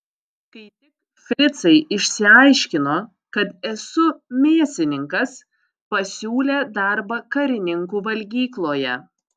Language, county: Lithuanian, Utena